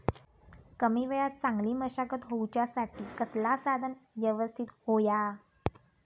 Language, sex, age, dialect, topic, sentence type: Marathi, female, 25-30, Southern Konkan, agriculture, question